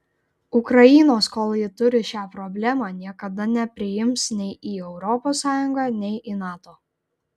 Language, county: Lithuanian, Klaipėda